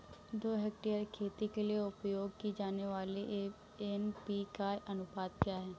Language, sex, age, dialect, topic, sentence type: Hindi, male, 31-35, Awadhi Bundeli, agriculture, question